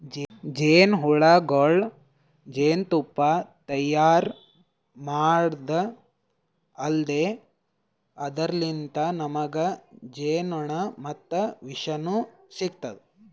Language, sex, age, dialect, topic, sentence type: Kannada, male, 18-24, Northeastern, agriculture, statement